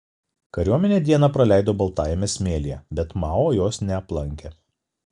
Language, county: Lithuanian, Kaunas